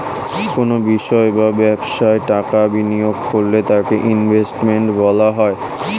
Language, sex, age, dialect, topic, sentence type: Bengali, male, 18-24, Standard Colloquial, banking, statement